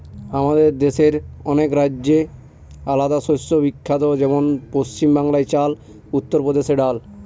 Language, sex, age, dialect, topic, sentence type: Bengali, male, 18-24, Northern/Varendri, agriculture, statement